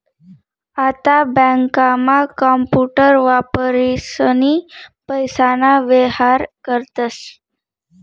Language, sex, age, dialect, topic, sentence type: Marathi, female, 31-35, Northern Konkan, banking, statement